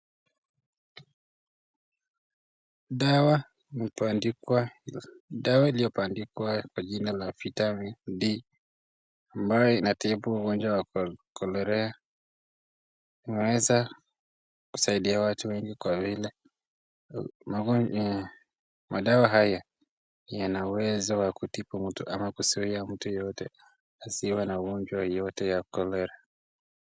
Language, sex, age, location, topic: Swahili, male, 18-24, Nakuru, health